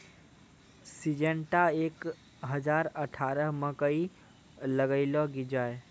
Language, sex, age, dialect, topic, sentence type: Maithili, male, 51-55, Angika, agriculture, question